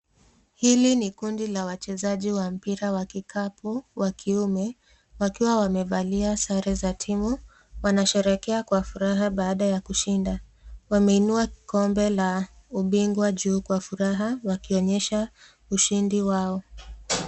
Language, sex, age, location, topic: Swahili, female, 25-35, Nakuru, government